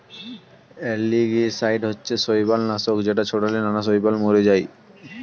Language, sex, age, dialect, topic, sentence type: Bengali, male, 18-24, Standard Colloquial, agriculture, statement